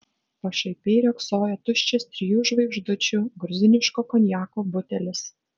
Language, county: Lithuanian, Vilnius